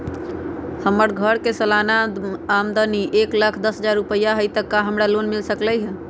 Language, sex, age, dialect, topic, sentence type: Magahi, female, 31-35, Western, banking, question